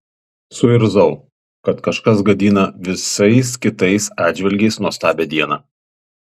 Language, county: Lithuanian, Panevėžys